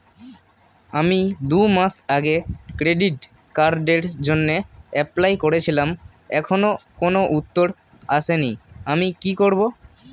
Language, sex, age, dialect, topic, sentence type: Bengali, male, <18, Standard Colloquial, banking, question